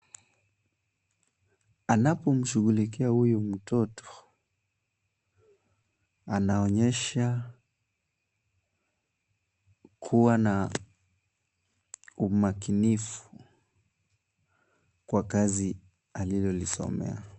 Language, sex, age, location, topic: Swahili, male, 18-24, Kisumu, health